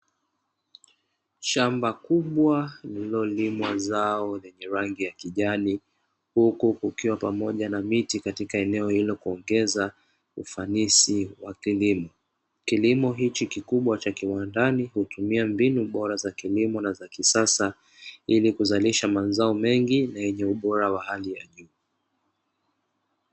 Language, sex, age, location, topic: Swahili, male, 25-35, Dar es Salaam, agriculture